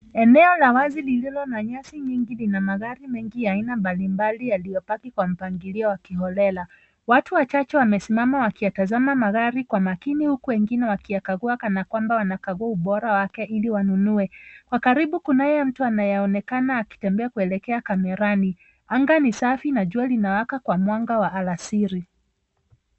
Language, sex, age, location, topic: Swahili, female, 36-49, Nairobi, finance